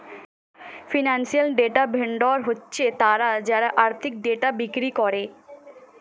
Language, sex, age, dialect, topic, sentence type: Bengali, female, 18-24, Standard Colloquial, banking, statement